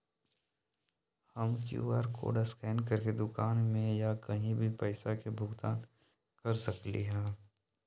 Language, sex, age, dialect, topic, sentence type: Magahi, male, 18-24, Western, banking, question